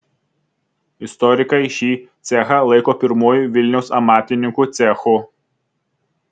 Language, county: Lithuanian, Vilnius